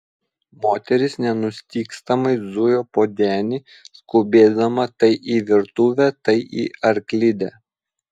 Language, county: Lithuanian, Vilnius